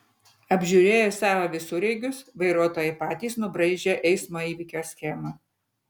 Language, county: Lithuanian, Utena